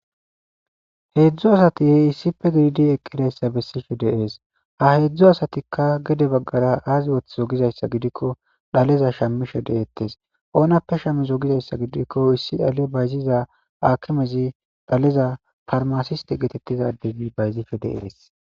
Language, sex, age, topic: Gamo, male, 18-24, government